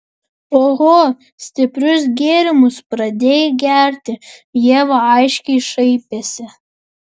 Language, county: Lithuanian, Vilnius